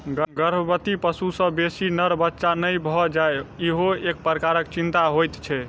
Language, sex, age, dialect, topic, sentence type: Maithili, male, 18-24, Southern/Standard, agriculture, statement